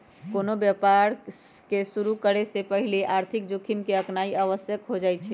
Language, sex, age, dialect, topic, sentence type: Magahi, female, 31-35, Western, banking, statement